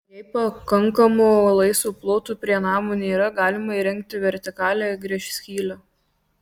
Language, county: Lithuanian, Kaunas